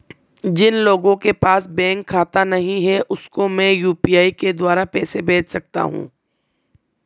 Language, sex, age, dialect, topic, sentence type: Hindi, female, 18-24, Marwari Dhudhari, banking, question